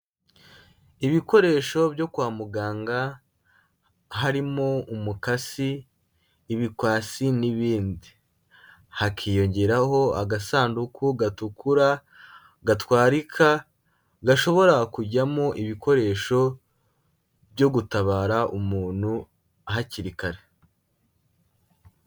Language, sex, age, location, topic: Kinyarwanda, male, 18-24, Kigali, health